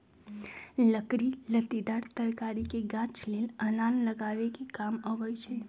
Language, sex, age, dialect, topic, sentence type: Magahi, female, 25-30, Western, agriculture, statement